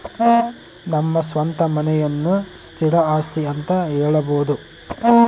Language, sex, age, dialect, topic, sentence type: Kannada, male, 25-30, Central, banking, statement